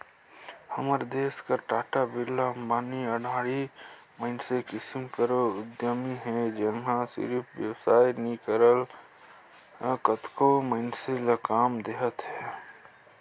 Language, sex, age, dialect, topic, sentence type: Chhattisgarhi, male, 31-35, Northern/Bhandar, banking, statement